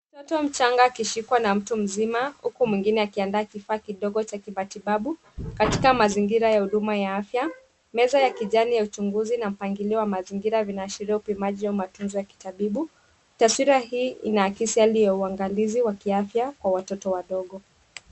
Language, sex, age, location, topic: Swahili, female, 36-49, Nairobi, health